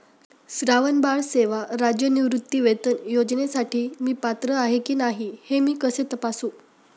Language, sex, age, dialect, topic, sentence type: Marathi, female, 18-24, Standard Marathi, banking, question